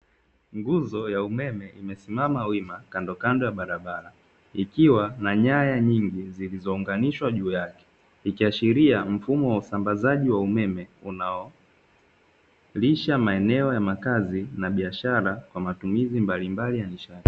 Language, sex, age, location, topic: Swahili, male, 18-24, Dar es Salaam, government